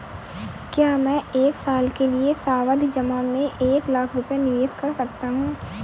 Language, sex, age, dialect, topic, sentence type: Hindi, female, 18-24, Awadhi Bundeli, banking, question